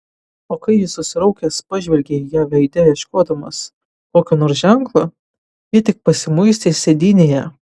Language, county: Lithuanian, Utena